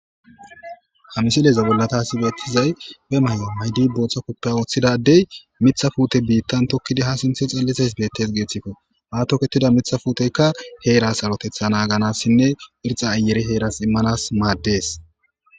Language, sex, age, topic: Gamo, male, 25-35, agriculture